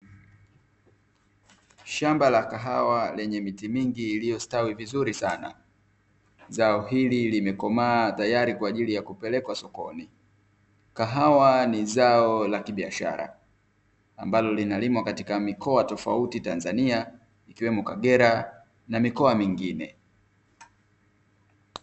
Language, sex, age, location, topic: Swahili, male, 25-35, Dar es Salaam, agriculture